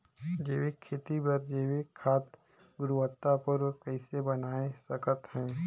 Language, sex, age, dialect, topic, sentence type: Chhattisgarhi, male, 18-24, Northern/Bhandar, agriculture, question